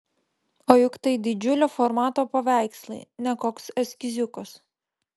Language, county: Lithuanian, Vilnius